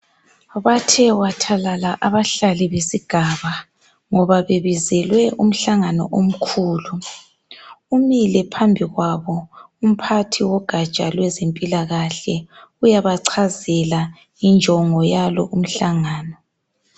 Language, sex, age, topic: North Ndebele, female, 18-24, health